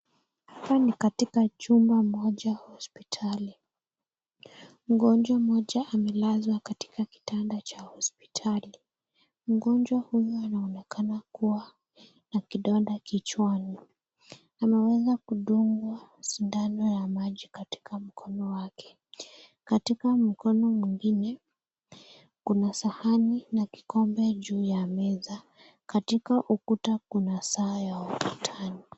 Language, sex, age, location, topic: Swahili, female, 18-24, Nakuru, health